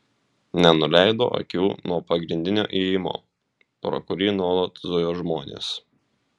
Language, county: Lithuanian, Šiauliai